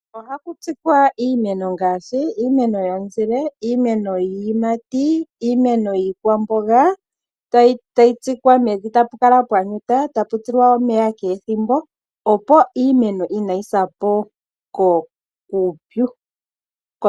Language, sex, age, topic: Oshiwambo, female, 25-35, agriculture